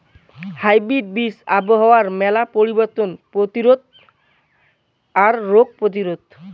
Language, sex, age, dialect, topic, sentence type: Bengali, male, 18-24, Rajbangshi, agriculture, statement